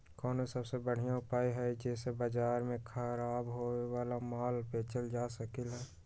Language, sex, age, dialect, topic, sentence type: Magahi, male, 18-24, Western, agriculture, statement